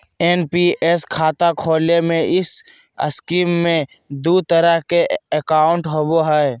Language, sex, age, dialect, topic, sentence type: Magahi, male, 18-24, Southern, banking, statement